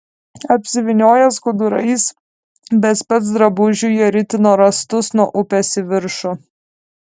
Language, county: Lithuanian, Kaunas